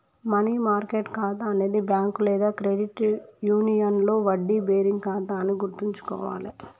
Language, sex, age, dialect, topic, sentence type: Telugu, male, 25-30, Telangana, banking, statement